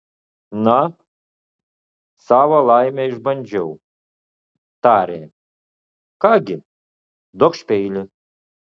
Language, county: Lithuanian, Utena